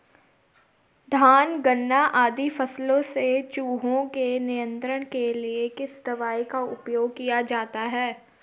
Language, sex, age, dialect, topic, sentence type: Hindi, female, 36-40, Garhwali, agriculture, question